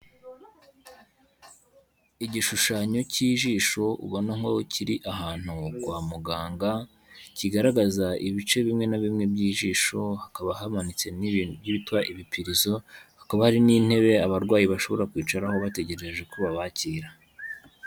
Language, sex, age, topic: Kinyarwanda, male, 25-35, health